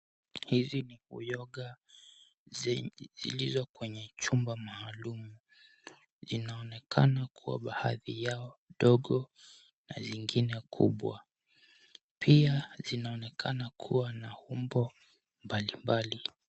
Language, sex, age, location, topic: Swahili, male, 18-24, Nairobi, agriculture